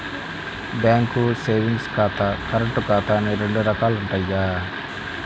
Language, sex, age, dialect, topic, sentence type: Telugu, male, 25-30, Central/Coastal, banking, statement